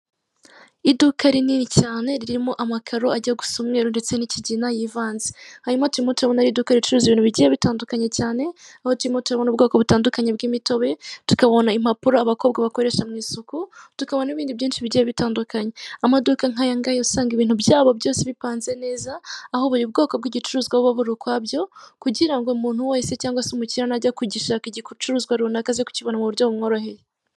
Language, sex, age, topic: Kinyarwanda, female, 18-24, finance